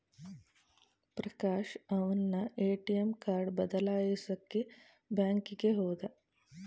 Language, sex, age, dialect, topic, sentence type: Kannada, female, 36-40, Mysore Kannada, banking, statement